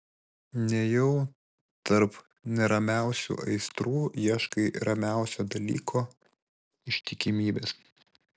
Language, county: Lithuanian, Vilnius